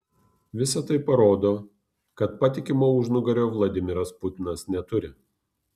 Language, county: Lithuanian, Kaunas